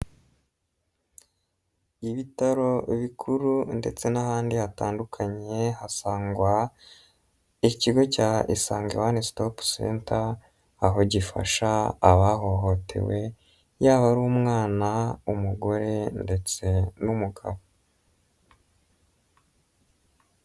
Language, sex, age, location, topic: Kinyarwanda, male, 25-35, Nyagatare, health